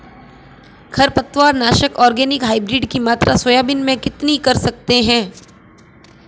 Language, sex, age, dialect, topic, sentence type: Hindi, female, 25-30, Marwari Dhudhari, agriculture, question